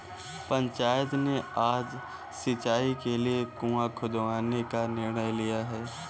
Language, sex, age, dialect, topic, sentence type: Hindi, male, 18-24, Kanauji Braj Bhasha, agriculture, statement